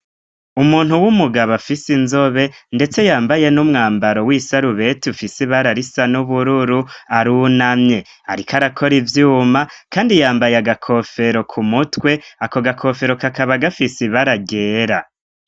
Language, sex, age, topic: Rundi, male, 25-35, education